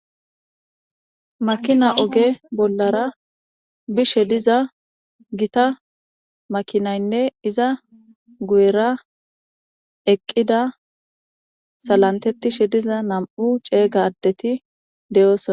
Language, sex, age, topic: Gamo, female, 18-24, government